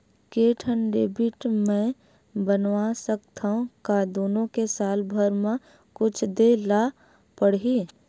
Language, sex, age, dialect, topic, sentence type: Chhattisgarhi, female, 25-30, Western/Budati/Khatahi, banking, question